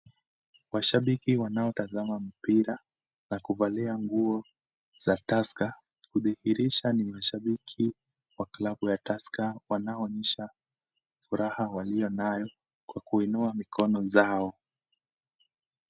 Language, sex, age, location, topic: Swahili, male, 18-24, Kisumu, government